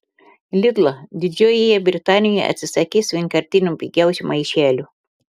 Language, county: Lithuanian, Telšiai